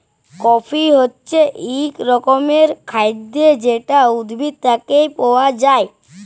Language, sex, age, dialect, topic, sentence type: Bengali, female, 18-24, Jharkhandi, agriculture, statement